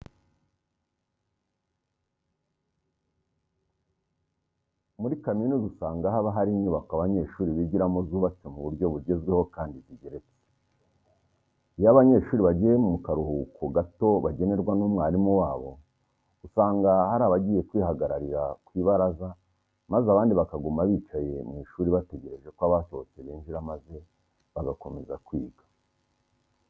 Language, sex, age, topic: Kinyarwanda, male, 36-49, education